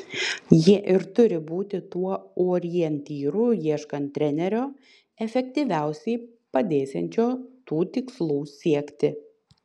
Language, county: Lithuanian, Panevėžys